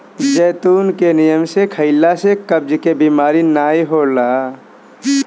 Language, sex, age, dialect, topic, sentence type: Bhojpuri, male, 18-24, Northern, agriculture, statement